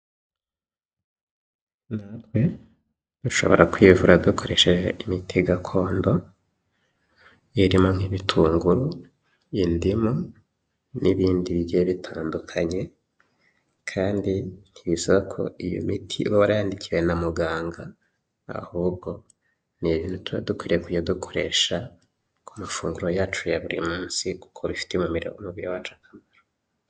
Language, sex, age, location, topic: Kinyarwanda, male, 25-35, Huye, health